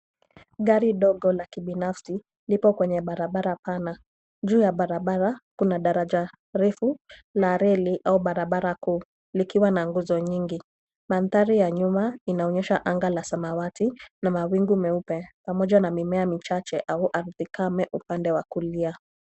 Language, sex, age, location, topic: Swahili, female, 18-24, Nairobi, government